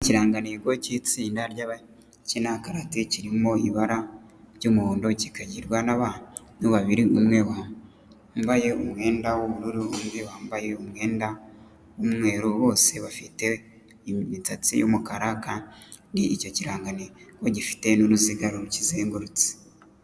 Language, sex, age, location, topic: Kinyarwanda, male, 25-35, Kigali, health